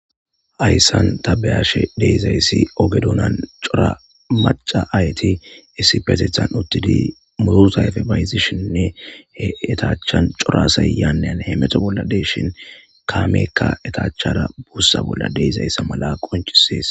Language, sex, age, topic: Gamo, male, 18-24, government